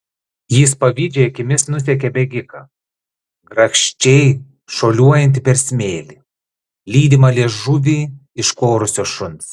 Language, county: Lithuanian, Klaipėda